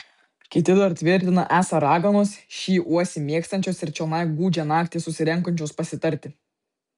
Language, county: Lithuanian, Vilnius